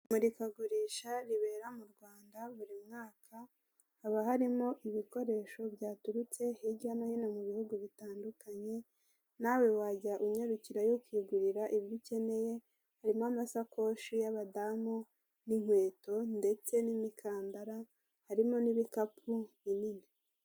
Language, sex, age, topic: Kinyarwanda, female, 18-24, finance